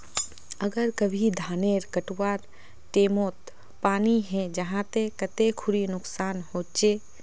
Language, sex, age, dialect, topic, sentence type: Magahi, female, 18-24, Northeastern/Surjapuri, agriculture, question